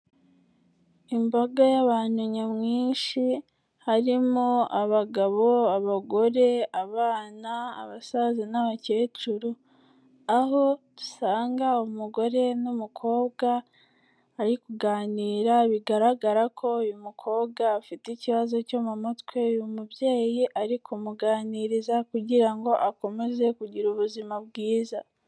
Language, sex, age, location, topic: Kinyarwanda, female, 18-24, Kigali, health